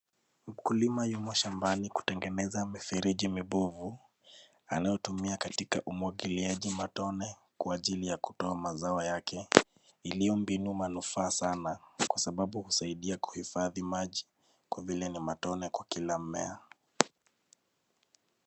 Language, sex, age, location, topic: Swahili, male, 25-35, Nairobi, agriculture